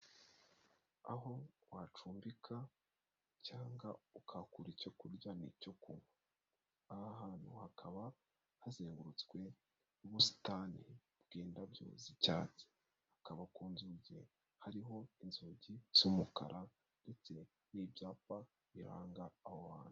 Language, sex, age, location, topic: Kinyarwanda, female, 36-49, Nyagatare, finance